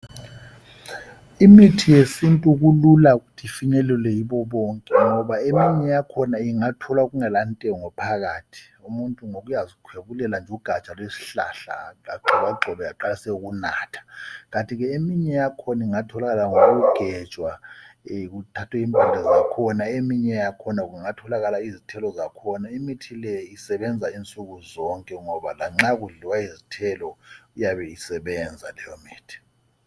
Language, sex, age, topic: North Ndebele, male, 50+, health